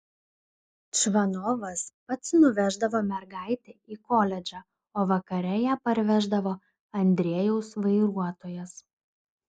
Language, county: Lithuanian, Klaipėda